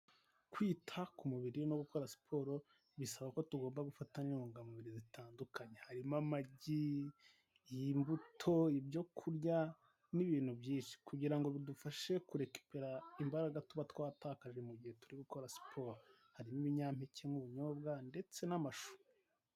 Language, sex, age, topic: Kinyarwanda, male, 18-24, health